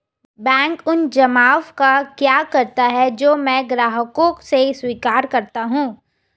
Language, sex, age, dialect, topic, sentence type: Hindi, female, 18-24, Hindustani Malvi Khadi Boli, banking, question